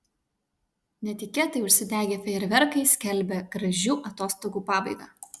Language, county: Lithuanian, Utena